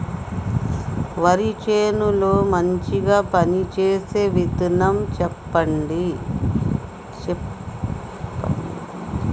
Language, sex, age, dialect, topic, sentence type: Telugu, male, 36-40, Telangana, agriculture, question